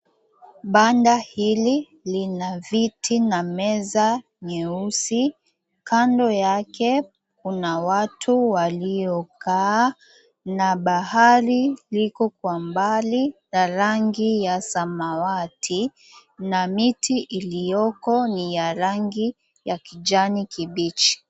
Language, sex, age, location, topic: Swahili, female, 18-24, Mombasa, government